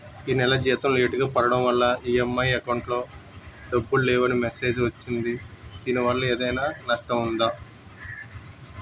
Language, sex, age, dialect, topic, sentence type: Telugu, male, 25-30, Utterandhra, banking, question